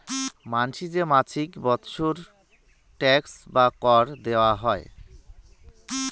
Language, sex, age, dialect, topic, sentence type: Bengali, male, 31-35, Rajbangshi, banking, statement